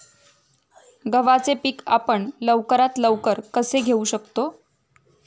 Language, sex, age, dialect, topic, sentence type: Marathi, female, 31-35, Standard Marathi, agriculture, question